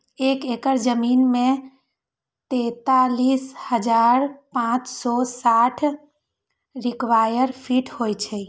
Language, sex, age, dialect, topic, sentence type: Magahi, female, 18-24, Western, agriculture, statement